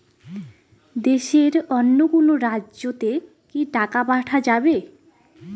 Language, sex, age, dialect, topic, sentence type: Bengali, female, 18-24, Rajbangshi, banking, question